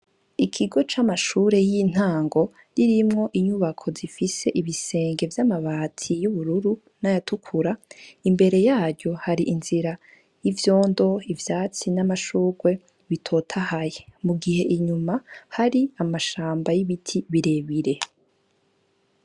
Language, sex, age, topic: Rundi, female, 18-24, education